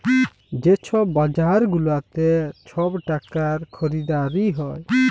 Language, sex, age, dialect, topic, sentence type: Bengali, male, 18-24, Jharkhandi, banking, statement